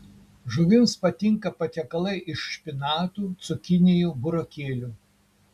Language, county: Lithuanian, Kaunas